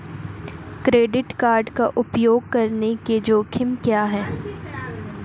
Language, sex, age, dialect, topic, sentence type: Hindi, female, 18-24, Marwari Dhudhari, banking, question